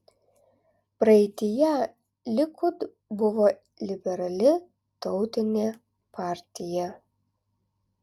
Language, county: Lithuanian, Alytus